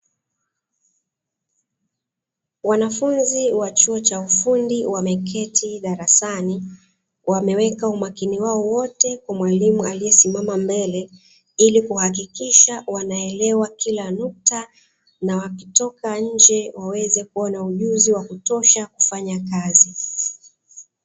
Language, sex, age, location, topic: Swahili, female, 36-49, Dar es Salaam, education